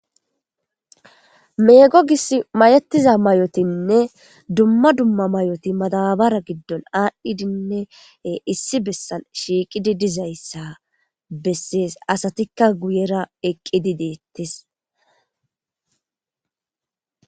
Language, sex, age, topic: Gamo, female, 18-24, government